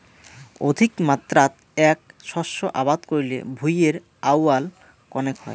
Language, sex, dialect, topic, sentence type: Bengali, male, Rajbangshi, agriculture, statement